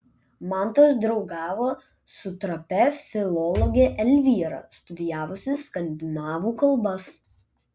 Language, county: Lithuanian, Vilnius